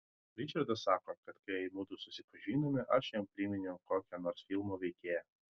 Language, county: Lithuanian, Vilnius